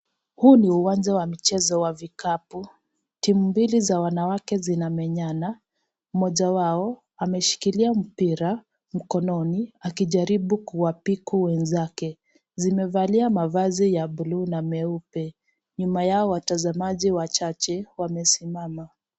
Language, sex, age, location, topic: Swahili, female, 25-35, Kisii, government